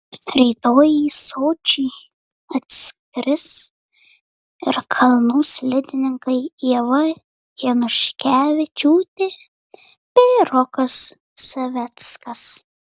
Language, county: Lithuanian, Marijampolė